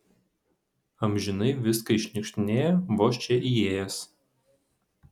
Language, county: Lithuanian, Vilnius